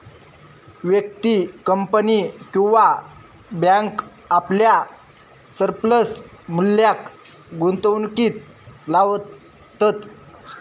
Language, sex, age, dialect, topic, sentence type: Marathi, female, 25-30, Southern Konkan, banking, statement